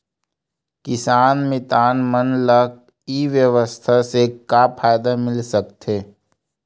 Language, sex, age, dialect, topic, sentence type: Chhattisgarhi, male, 25-30, Western/Budati/Khatahi, agriculture, question